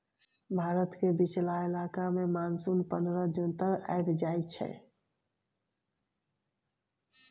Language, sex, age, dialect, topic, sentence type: Maithili, female, 51-55, Bajjika, agriculture, statement